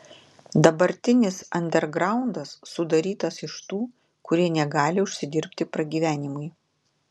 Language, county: Lithuanian, Klaipėda